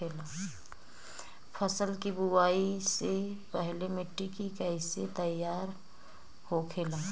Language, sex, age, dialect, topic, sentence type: Bhojpuri, female, 25-30, Western, agriculture, question